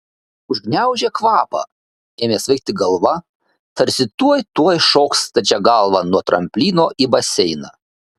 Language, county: Lithuanian, Šiauliai